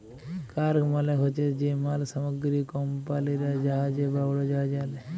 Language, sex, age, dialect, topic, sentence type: Bengali, female, 41-45, Jharkhandi, banking, statement